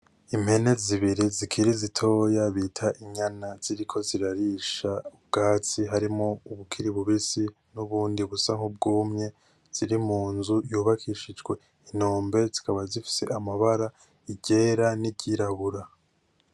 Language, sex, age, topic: Rundi, male, 18-24, agriculture